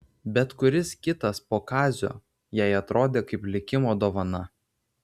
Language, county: Lithuanian, Vilnius